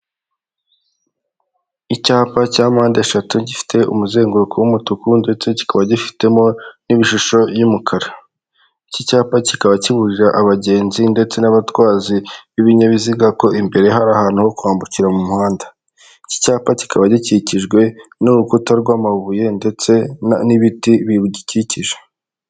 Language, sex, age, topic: Kinyarwanda, male, 18-24, government